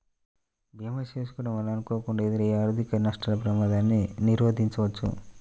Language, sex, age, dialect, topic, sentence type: Telugu, male, 18-24, Central/Coastal, banking, statement